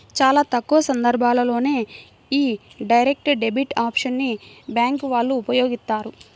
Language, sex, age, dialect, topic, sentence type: Telugu, female, 60-100, Central/Coastal, banking, statement